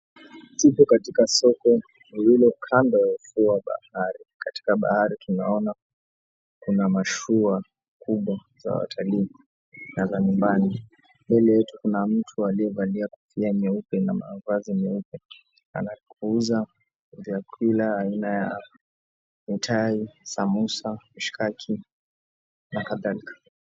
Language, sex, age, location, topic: Swahili, male, 25-35, Mombasa, agriculture